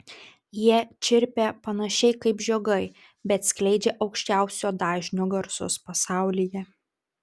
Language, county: Lithuanian, Tauragė